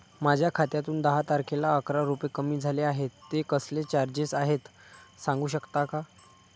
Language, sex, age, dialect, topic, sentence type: Marathi, male, 51-55, Standard Marathi, banking, question